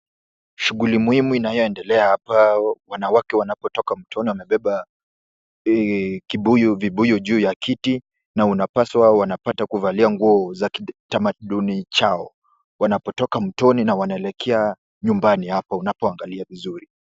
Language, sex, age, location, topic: Swahili, male, 18-24, Kisumu, health